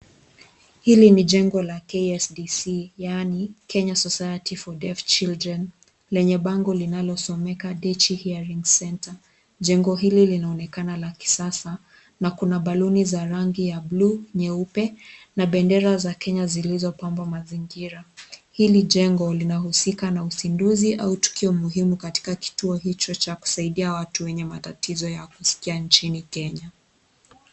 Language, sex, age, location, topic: Swahili, female, 25-35, Kisii, education